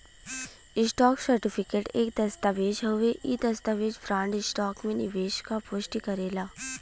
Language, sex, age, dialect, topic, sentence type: Bhojpuri, female, 18-24, Western, banking, statement